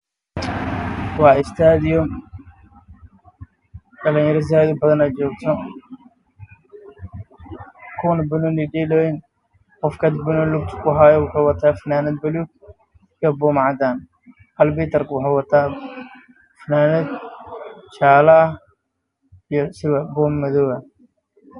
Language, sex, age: Somali, male, 18-24